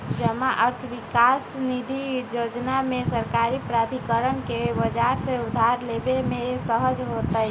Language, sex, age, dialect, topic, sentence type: Magahi, female, 18-24, Western, banking, statement